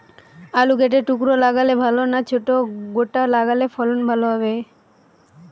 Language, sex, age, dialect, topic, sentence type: Bengali, female, 18-24, Western, agriculture, question